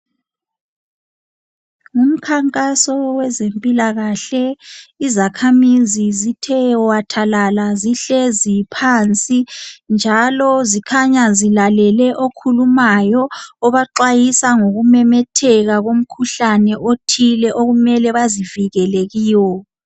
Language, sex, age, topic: North Ndebele, male, 25-35, health